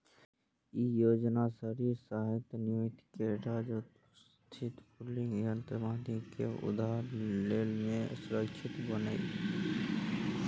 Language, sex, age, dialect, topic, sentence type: Maithili, male, 56-60, Eastern / Thethi, banking, statement